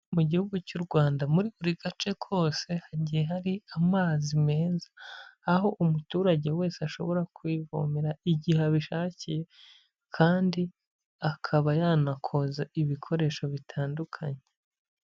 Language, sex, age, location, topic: Kinyarwanda, male, 25-35, Huye, health